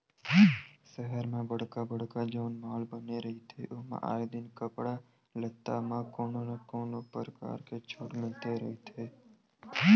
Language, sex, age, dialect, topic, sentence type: Chhattisgarhi, male, 18-24, Western/Budati/Khatahi, banking, statement